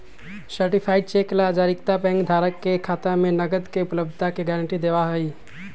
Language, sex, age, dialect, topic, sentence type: Magahi, male, 18-24, Western, banking, statement